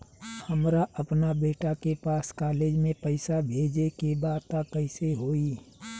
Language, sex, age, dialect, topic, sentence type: Bhojpuri, male, 36-40, Southern / Standard, banking, question